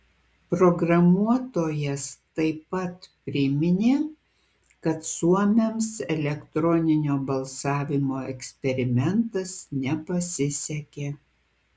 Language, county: Lithuanian, Kaunas